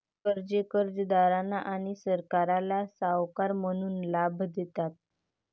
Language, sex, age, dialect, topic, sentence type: Marathi, female, 18-24, Varhadi, banking, statement